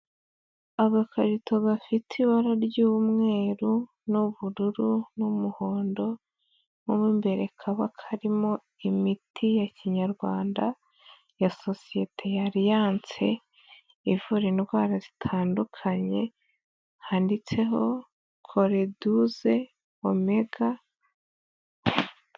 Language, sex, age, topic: Kinyarwanda, female, 25-35, health